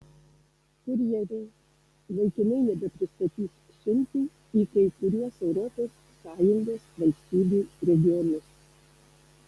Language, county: Lithuanian, Alytus